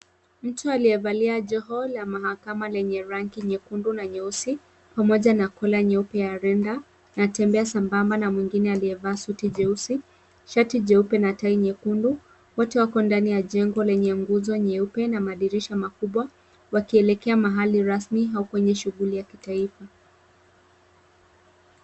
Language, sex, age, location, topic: Swahili, female, 18-24, Kisumu, government